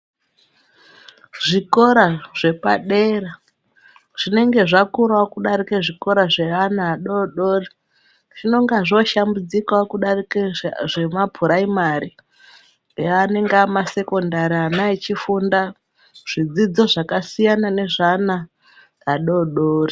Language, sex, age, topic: Ndau, female, 36-49, education